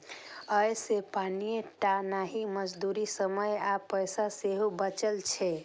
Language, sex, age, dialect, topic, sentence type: Maithili, female, 25-30, Eastern / Thethi, agriculture, statement